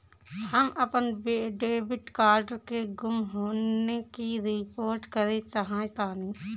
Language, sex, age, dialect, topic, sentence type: Bhojpuri, female, 18-24, Northern, banking, statement